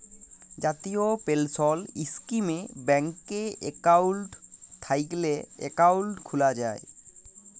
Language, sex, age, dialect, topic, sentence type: Bengali, male, 18-24, Jharkhandi, banking, statement